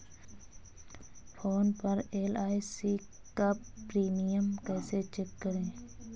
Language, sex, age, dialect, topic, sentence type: Hindi, female, 18-24, Marwari Dhudhari, banking, question